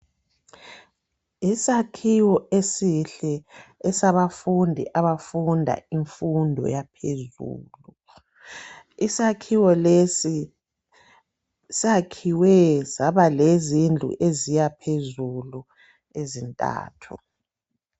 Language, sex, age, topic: North Ndebele, male, 50+, education